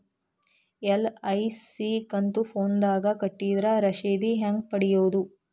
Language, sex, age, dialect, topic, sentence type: Kannada, female, 41-45, Dharwad Kannada, banking, question